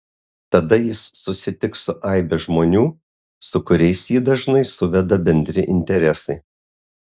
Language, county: Lithuanian, Utena